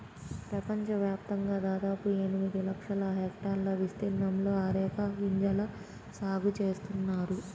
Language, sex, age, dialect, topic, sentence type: Telugu, male, 36-40, Central/Coastal, agriculture, statement